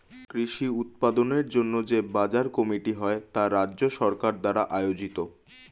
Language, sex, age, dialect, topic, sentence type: Bengali, male, 18-24, Standard Colloquial, agriculture, statement